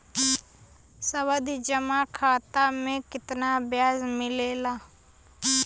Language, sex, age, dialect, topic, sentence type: Bhojpuri, female, 18-24, Western, banking, question